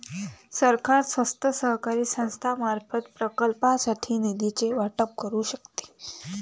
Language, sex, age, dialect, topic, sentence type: Marathi, female, 18-24, Varhadi, banking, statement